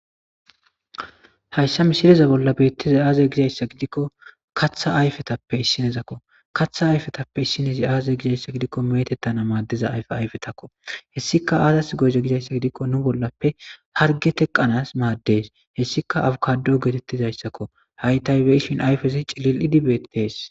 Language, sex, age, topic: Gamo, male, 18-24, agriculture